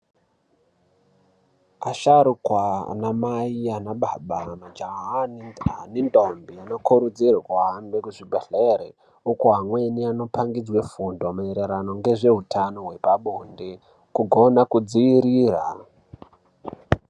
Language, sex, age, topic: Ndau, male, 36-49, health